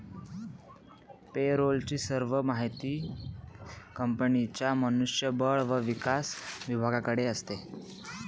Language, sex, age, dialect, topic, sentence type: Marathi, male, 18-24, Northern Konkan, banking, statement